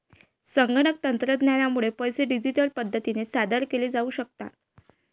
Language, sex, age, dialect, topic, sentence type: Marathi, female, 25-30, Varhadi, banking, statement